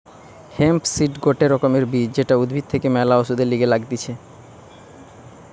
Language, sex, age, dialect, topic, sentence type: Bengali, male, 25-30, Western, agriculture, statement